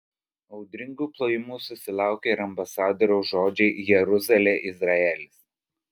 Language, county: Lithuanian, Alytus